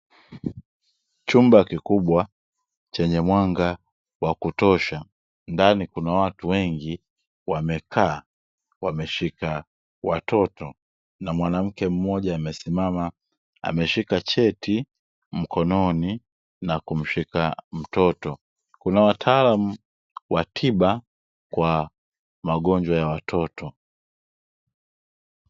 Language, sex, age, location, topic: Swahili, male, 25-35, Dar es Salaam, health